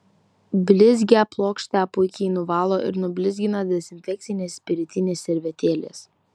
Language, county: Lithuanian, Vilnius